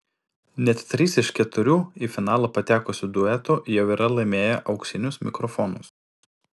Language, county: Lithuanian, Utena